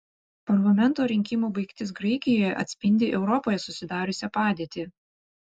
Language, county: Lithuanian, Vilnius